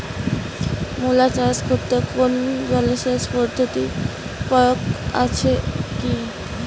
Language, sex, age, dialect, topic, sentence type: Bengali, female, 18-24, Rajbangshi, agriculture, question